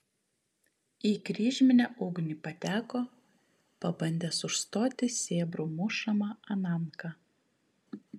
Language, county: Lithuanian, Kaunas